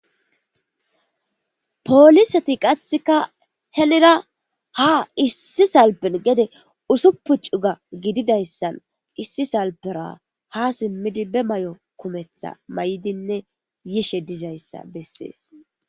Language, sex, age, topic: Gamo, male, 18-24, government